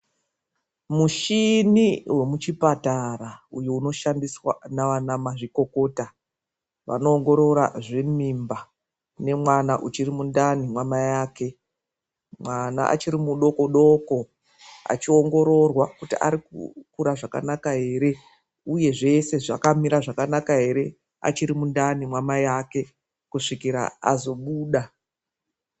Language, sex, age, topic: Ndau, female, 36-49, health